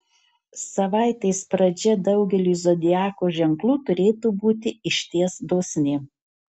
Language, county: Lithuanian, Marijampolė